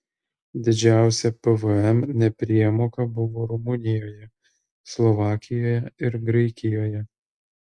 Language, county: Lithuanian, Kaunas